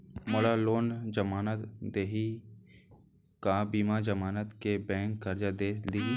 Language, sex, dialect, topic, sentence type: Chhattisgarhi, male, Central, banking, question